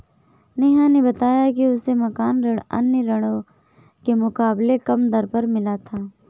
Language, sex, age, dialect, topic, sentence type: Hindi, female, 51-55, Awadhi Bundeli, banking, statement